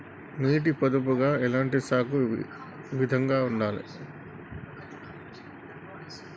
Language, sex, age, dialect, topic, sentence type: Telugu, male, 36-40, Telangana, agriculture, question